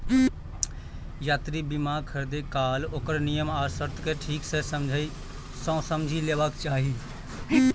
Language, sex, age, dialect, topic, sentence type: Maithili, male, 31-35, Eastern / Thethi, banking, statement